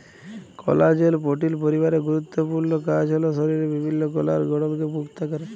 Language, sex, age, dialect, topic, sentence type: Bengali, male, 25-30, Jharkhandi, agriculture, statement